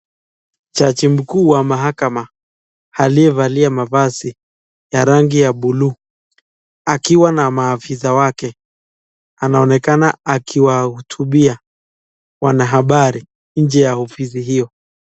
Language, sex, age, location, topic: Swahili, male, 25-35, Nakuru, government